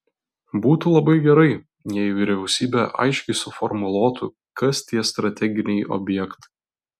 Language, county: Lithuanian, Vilnius